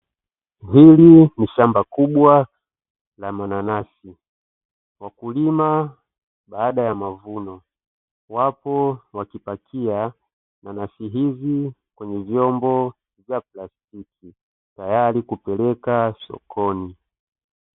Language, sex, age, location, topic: Swahili, male, 25-35, Dar es Salaam, agriculture